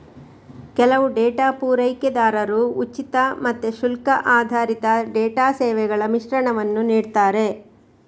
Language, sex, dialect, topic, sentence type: Kannada, female, Coastal/Dakshin, banking, statement